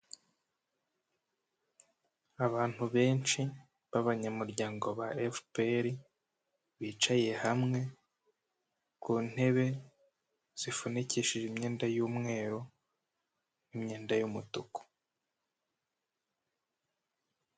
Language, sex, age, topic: Kinyarwanda, male, 25-35, health